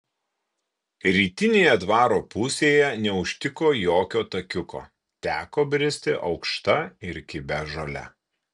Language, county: Lithuanian, Kaunas